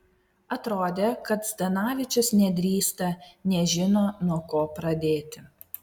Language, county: Lithuanian, Vilnius